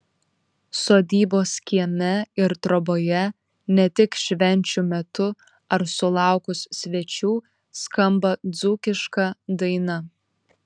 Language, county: Lithuanian, Šiauliai